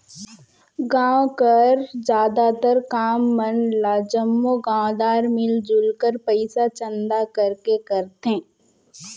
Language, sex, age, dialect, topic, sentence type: Chhattisgarhi, female, 18-24, Northern/Bhandar, banking, statement